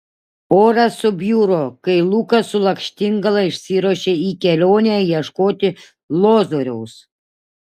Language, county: Lithuanian, Šiauliai